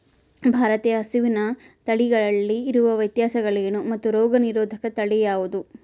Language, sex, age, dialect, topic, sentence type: Kannada, female, 25-30, Central, agriculture, question